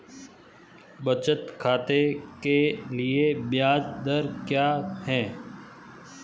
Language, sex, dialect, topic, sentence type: Hindi, male, Marwari Dhudhari, banking, question